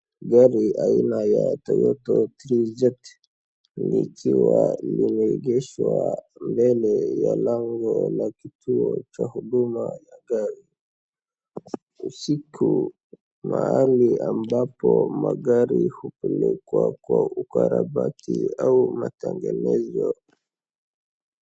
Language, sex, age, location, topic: Swahili, male, 18-24, Wajir, finance